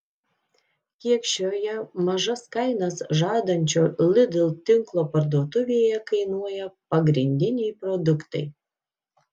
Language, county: Lithuanian, Kaunas